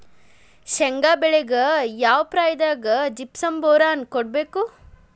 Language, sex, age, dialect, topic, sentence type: Kannada, female, 41-45, Dharwad Kannada, agriculture, question